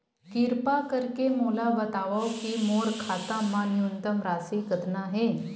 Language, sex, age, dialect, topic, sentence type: Chhattisgarhi, female, 18-24, Western/Budati/Khatahi, banking, statement